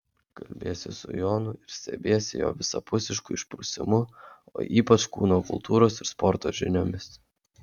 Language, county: Lithuanian, Vilnius